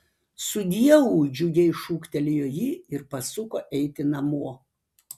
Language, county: Lithuanian, Panevėžys